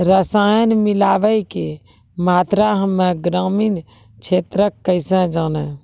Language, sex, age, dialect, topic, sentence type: Maithili, female, 41-45, Angika, agriculture, question